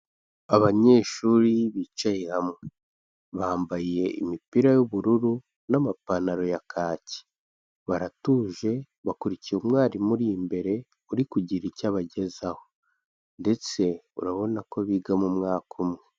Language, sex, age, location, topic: Kinyarwanda, male, 18-24, Kigali, government